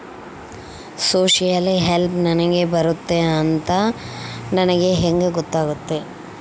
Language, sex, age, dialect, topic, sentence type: Kannada, female, 25-30, Central, banking, question